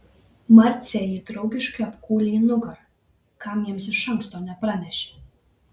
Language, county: Lithuanian, Šiauliai